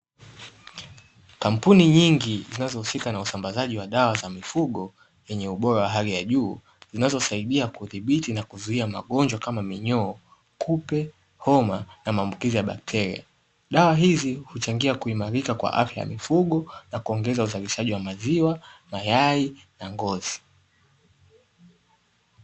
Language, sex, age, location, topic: Swahili, male, 18-24, Dar es Salaam, agriculture